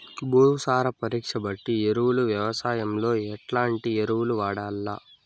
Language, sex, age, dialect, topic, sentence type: Telugu, male, 18-24, Southern, agriculture, question